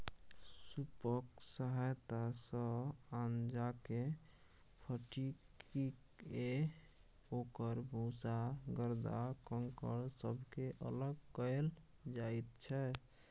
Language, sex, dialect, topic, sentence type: Maithili, male, Bajjika, agriculture, statement